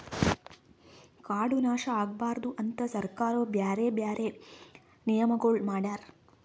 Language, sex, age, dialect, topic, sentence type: Kannada, female, 46-50, Northeastern, agriculture, statement